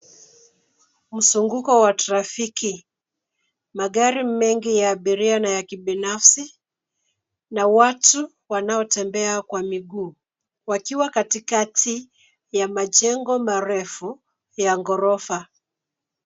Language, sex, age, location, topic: Swahili, female, 25-35, Nairobi, government